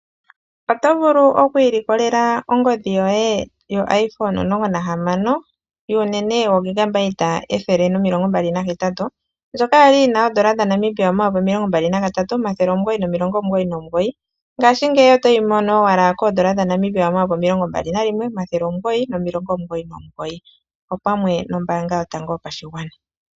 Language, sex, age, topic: Oshiwambo, female, 25-35, finance